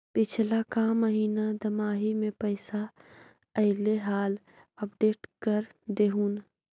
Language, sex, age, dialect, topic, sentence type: Magahi, female, 18-24, Central/Standard, banking, question